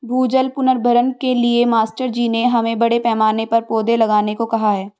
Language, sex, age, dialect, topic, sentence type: Hindi, female, 18-24, Marwari Dhudhari, agriculture, statement